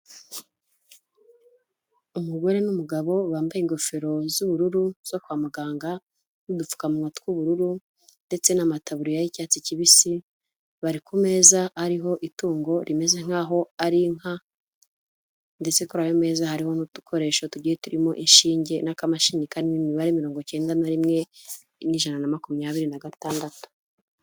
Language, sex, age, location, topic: Kinyarwanda, female, 25-35, Nyagatare, agriculture